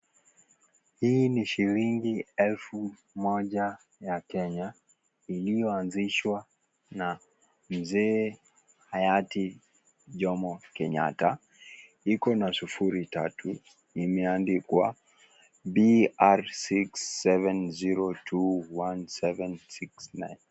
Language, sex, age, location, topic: Swahili, male, 18-24, Kisii, finance